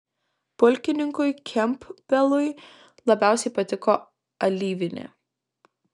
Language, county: Lithuanian, Kaunas